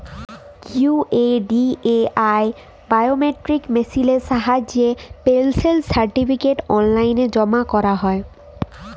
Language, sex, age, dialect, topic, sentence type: Bengali, female, 18-24, Jharkhandi, banking, statement